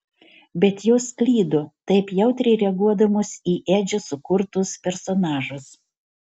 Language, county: Lithuanian, Marijampolė